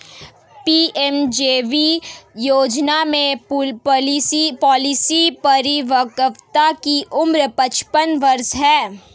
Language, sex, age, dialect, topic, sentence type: Hindi, female, 18-24, Hindustani Malvi Khadi Boli, banking, statement